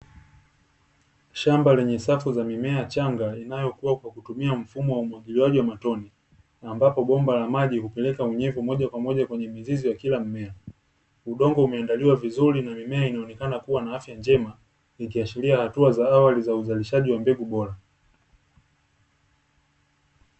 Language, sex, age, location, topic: Swahili, male, 18-24, Dar es Salaam, agriculture